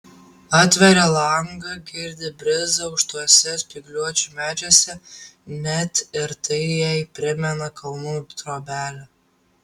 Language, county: Lithuanian, Tauragė